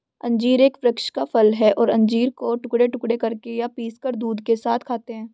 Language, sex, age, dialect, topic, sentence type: Hindi, female, 18-24, Marwari Dhudhari, agriculture, statement